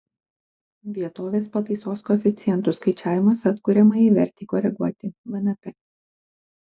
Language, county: Lithuanian, Kaunas